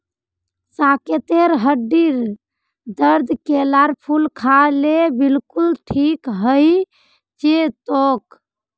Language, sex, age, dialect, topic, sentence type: Magahi, female, 25-30, Northeastern/Surjapuri, agriculture, statement